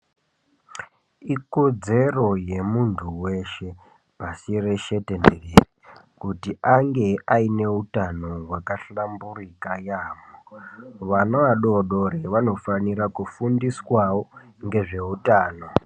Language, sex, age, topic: Ndau, male, 18-24, health